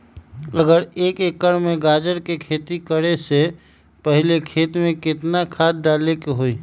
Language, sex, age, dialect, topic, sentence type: Magahi, male, 25-30, Western, agriculture, question